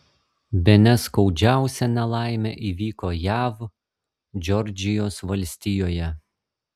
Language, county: Lithuanian, Šiauliai